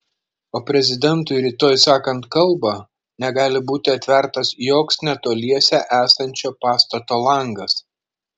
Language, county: Lithuanian, Šiauliai